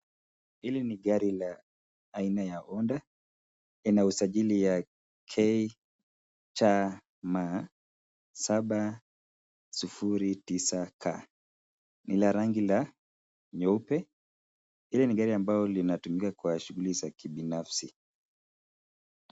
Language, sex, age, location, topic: Swahili, male, 25-35, Nakuru, finance